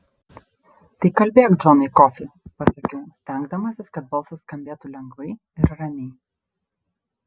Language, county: Lithuanian, Šiauliai